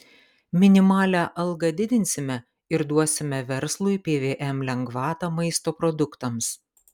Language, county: Lithuanian, Kaunas